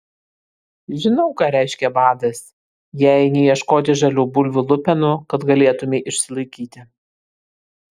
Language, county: Lithuanian, Kaunas